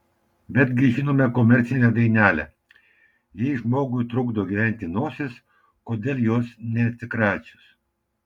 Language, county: Lithuanian, Vilnius